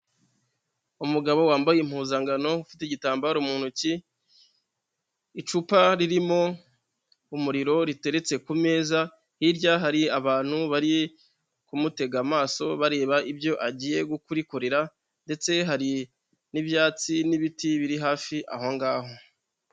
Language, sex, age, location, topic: Kinyarwanda, male, 25-35, Huye, government